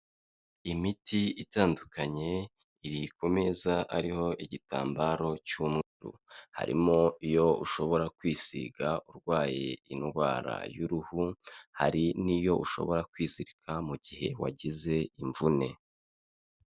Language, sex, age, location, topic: Kinyarwanda, male, 25-35, Kigali, health